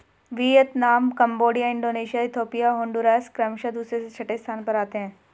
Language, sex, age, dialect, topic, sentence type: Hindi, female, 25-30, Hindustani Malvi Khadi Boli, agriculture, statement